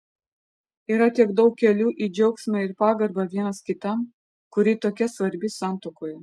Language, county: Lithuanian, Vilnius